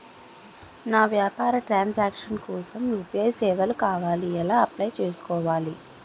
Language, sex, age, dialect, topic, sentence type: Telugu, female, 18-24, Utterandhra, banking, question